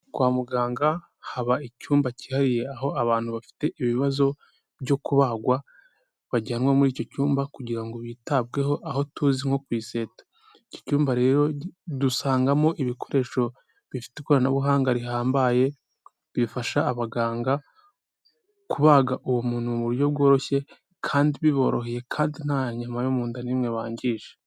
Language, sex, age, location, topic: Kinyarwanda, male, 18-24, Kigali, health